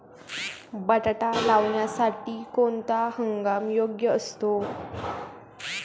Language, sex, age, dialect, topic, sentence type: Marathi, female, 18-24, Standard Marathi, agriculture, question